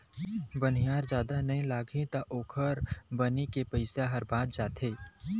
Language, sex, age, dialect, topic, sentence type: Chhattisgarhi, male, 18-24, Eastern, agriculture, statement